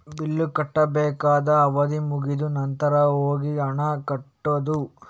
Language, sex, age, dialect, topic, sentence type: Kannada, male, 25-30, Coastal/Dakshin, banking, statement